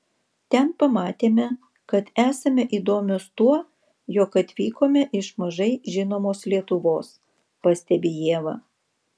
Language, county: Lithuanian, Vilnius